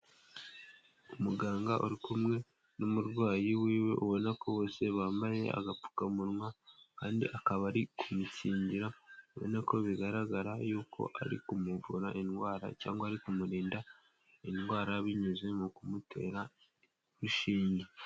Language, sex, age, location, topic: Kinyarwanda, male, 18-24, Kigali, health